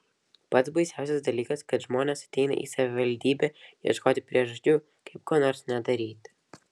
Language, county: Lithuanian, Vilnius